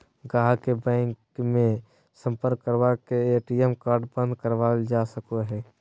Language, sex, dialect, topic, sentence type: Magahi, male, Southern, banking, statement